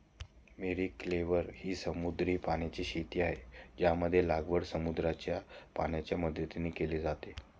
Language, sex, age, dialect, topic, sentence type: Marathi, male, 25-30, Standard Marathi, agriculture, statement